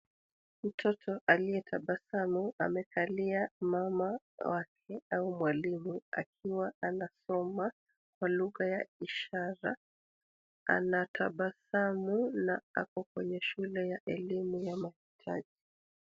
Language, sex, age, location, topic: Swahili, female, 36-49, Nairobi, education